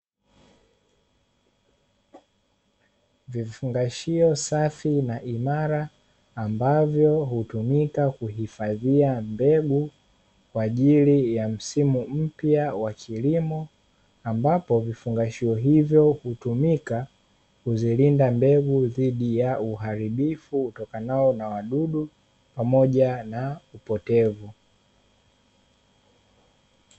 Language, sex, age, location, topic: Swahili, male, 18-24, Dar es Salaam, agriculture